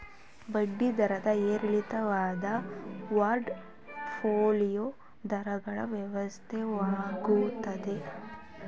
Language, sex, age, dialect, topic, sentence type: Kannada, female, 18-24, Mysore Kannada, banking, statement